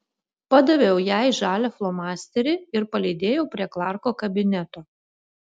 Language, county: Lithuanian, Utena